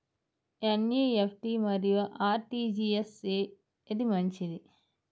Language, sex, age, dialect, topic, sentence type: Telugu, female, 18-24, Central/Coastal, banking, question